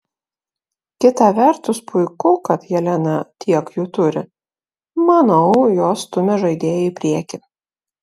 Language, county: Lithuanian, Klaipėda